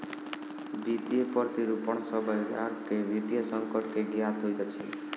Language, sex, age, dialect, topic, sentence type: Maithili, male, 18-24, Southern/Standard, banking, statement